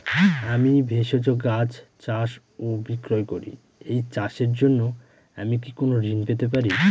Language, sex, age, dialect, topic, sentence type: Bengali, male, 18-24, Northern/Varendri, banking, question